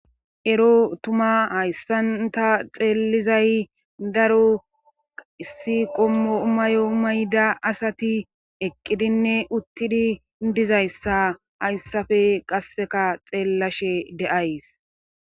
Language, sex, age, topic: Gamo, female, 25-35, government